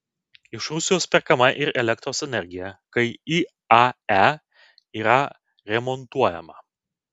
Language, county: Lithuanian, Vilnius